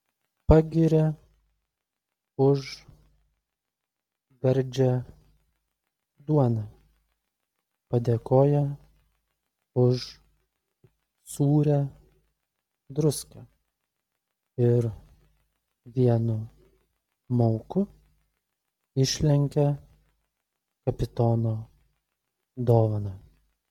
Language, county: Lithuanian, Telšiai